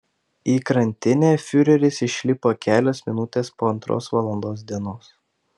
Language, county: Lithuanian, Panevėžys